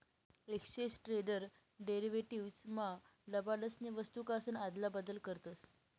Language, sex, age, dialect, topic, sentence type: Marathi, female, 18-24, Northern Konkan, banking, statement